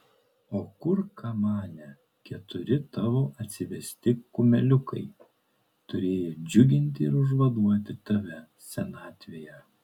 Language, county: Lithuanian, Kaunas